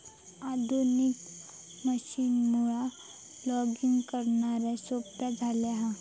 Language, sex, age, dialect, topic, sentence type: Marathi, female, 41-45, Southern Konkan, agriculture, statement